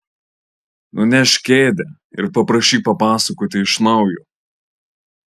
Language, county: Lithuanian, Marijampolė